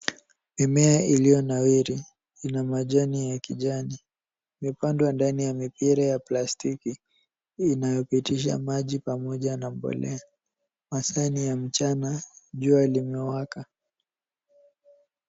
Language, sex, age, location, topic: Swahili, male, 18-24, Nairobi, agriculture